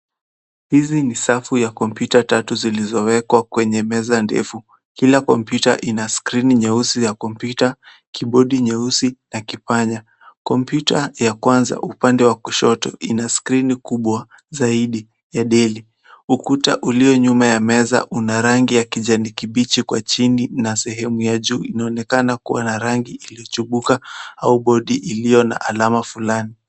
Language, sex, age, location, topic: Swahili, male, 18-24, Kisumu, education